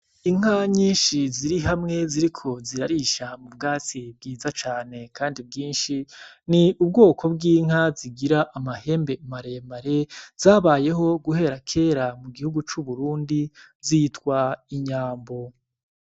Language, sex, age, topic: Rundi, male, 25-35, agriculture